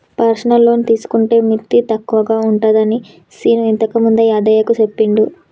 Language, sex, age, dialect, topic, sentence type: Telugu, female, 18-24, Telangana, banking, statement